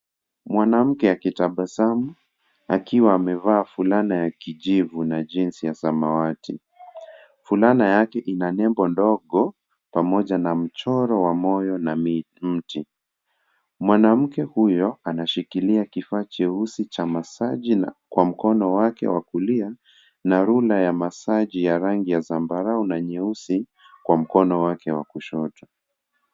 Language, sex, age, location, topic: Swahili, male, 25-35, Kisii, health